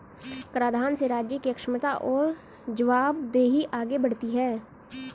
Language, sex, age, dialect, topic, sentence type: Hindi, male, 36-40, Hindustani Malvi Khadi Boli, banking, statement